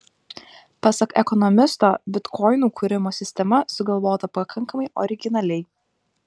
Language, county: Lithuanian, Vilnius